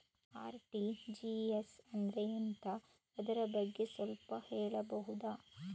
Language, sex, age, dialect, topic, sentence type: Kannada, female, 36-40, Coastal/Dakshin, banking, question